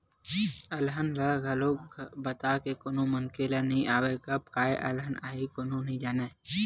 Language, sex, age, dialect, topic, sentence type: Chhattisgarhi, male, 18-24, Western/Budati/Khatahi, banking, statement